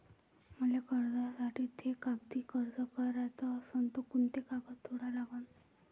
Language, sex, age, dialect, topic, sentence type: Marathi, female, 41-45, Varhadi, banking, question